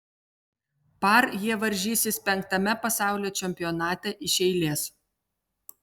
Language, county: Lithuanian, Telšiai